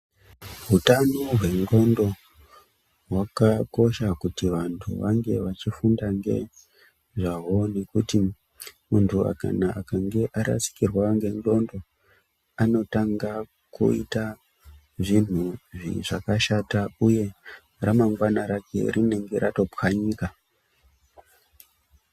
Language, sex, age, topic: Ndau, male, 18-24, health